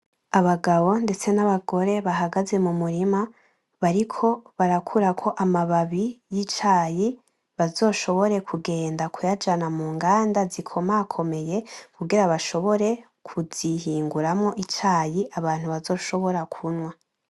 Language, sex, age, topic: Rundi, female, 18-24, agriculture